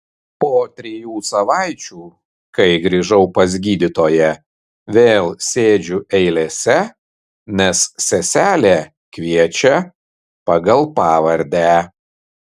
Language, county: Lithuanian, Kaunas